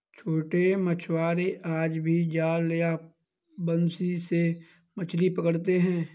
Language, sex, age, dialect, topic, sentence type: Hindi, male, 25-30, Kanauji Braj Bhasha, agriculture, statement